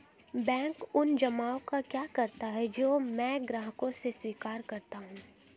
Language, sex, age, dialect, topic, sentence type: Hindi, female, 18-24, Hindustani Malvi Khadi Boli, banking, question